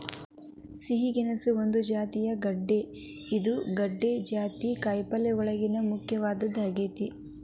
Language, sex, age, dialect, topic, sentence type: Kannada, female, 18-24, Dharwad Kannada, agriculture, statement